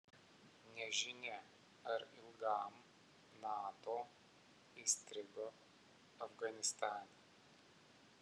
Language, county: Lithuanian, Vilnius